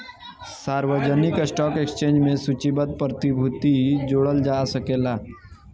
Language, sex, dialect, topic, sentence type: Bhojpuri, male, Southern / Standard, banking, statement